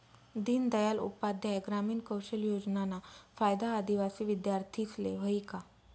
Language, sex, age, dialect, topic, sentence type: Marathi, female, 31-35, Northern Konkan, banking, statement